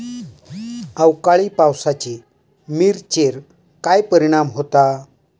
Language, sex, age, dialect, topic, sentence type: Marathi, male, 60-100, Southern Konkan, agriculture, question